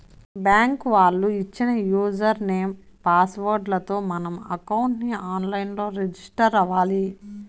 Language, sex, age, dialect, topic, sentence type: Telugu, female, 25-30, Southern, banking, statement